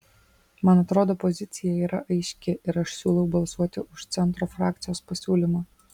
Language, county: Lithuanian, Vilnius